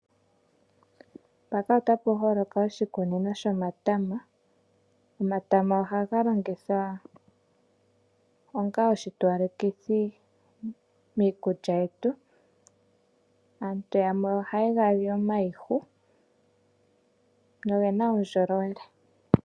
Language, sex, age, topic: Oshiwambo, female, 25-35, agriculture